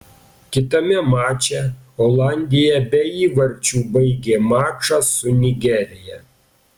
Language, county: Lithuanian, Panevėžys